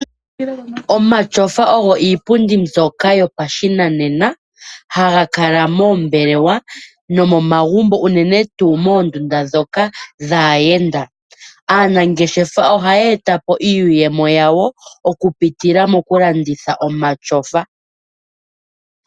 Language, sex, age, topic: Oshiwambo, female, 18-24, finance